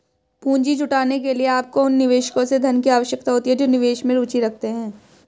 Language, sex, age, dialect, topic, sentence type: Hindi, female, 18-24, Hindustani Malvi Khadi Boli, banking, statement